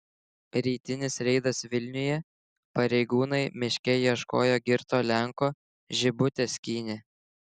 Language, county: Lithuanian, Šiauliai